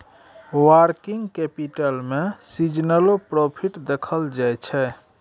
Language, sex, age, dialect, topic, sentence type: Maithili, male, 31-35, Bajjika, banking, statement